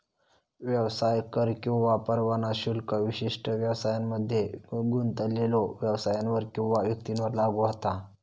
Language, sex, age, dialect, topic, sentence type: Marathi, male, 18-24, Southern Konkan, banking, statement